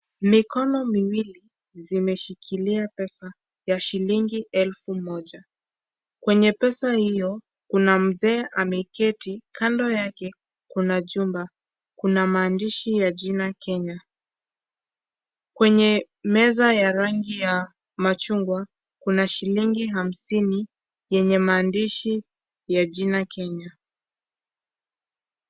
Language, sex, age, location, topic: Swahili, female, 18-24, Kisii, finance